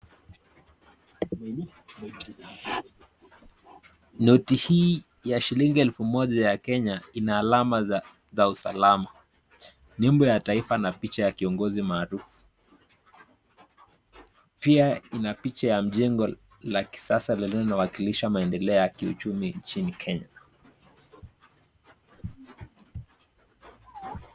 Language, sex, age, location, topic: Swahili, male, 18-24, Nakuru, finance